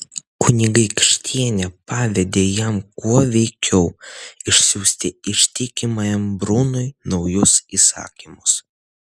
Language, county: Lithuanian, Utena